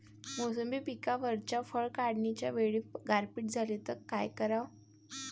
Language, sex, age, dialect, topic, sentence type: Marathi, female, 18-24, Varhadi, agriculture, question